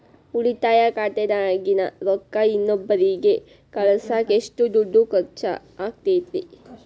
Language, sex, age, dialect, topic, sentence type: Kannada, female, 18-24, Dharwad Kannada, banking, question